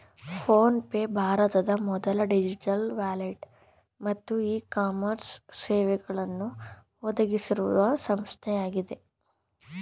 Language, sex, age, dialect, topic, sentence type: Kannada, female, 18-24, Mysore Kannada, banking, statement